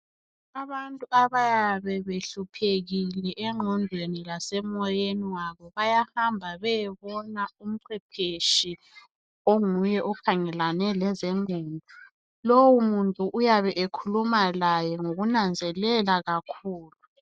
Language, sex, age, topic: North Ndebele, female, 25-35, health